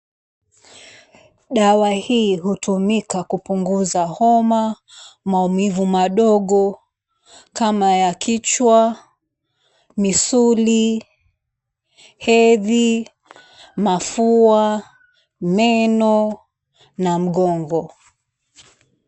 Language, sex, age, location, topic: Swahili, female, 36-49, Mombasa, health